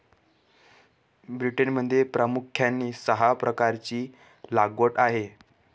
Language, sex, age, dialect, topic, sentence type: Marathi, male, 25-30, Varhadi, agriculture, statement